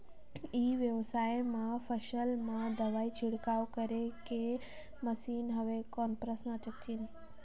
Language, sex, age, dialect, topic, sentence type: Chhattisgarhi, female, 18-24, Northern/Bhandar, agriculture, question